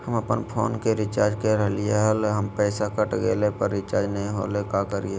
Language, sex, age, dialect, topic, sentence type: Magahi, male, 56-60, Southern, banking, question